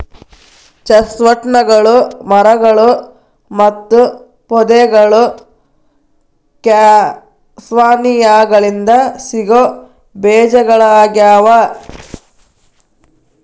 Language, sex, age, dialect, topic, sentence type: Kannada, female, 31-35, Dharwad Kannada, agriculture, statement